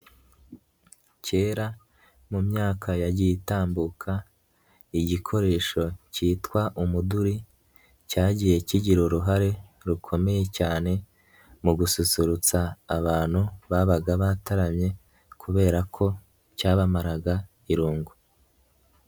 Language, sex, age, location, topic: Kinyarwanda, male, 18-24, Nyagatare, government